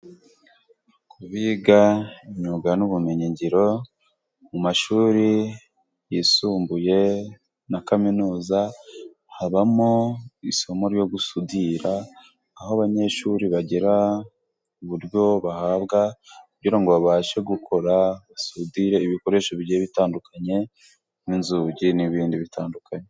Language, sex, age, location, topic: Kinyarwanda, male, 18-24, Burera, education